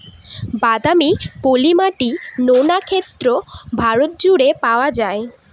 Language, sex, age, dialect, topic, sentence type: Bengali, female, <18, Northern/Varendri, agriculture, statement